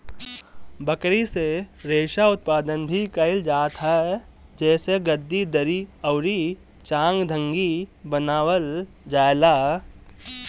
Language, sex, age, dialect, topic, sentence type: Bhojpuri, male, 18-24, Northern, agriculture, statement